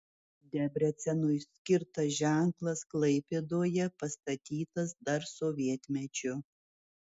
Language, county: Lithuanian, Vilnius